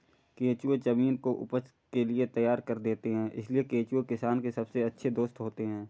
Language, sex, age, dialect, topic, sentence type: Hindi, male, 41-45, Awadhi Bundeli, agriculture, statement